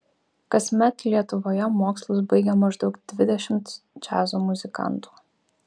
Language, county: Lithuanian, Vilnius